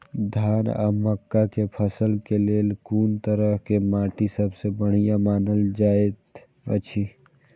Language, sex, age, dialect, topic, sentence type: Maithili, male, 18-24, Eastern / Thethi, agriculture, question